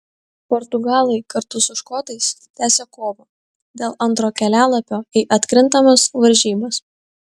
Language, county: Lithuanian, Vilnius